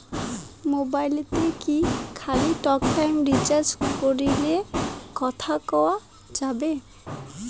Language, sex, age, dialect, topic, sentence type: Bengali, female, 18-24, Rajbangshi, banking, question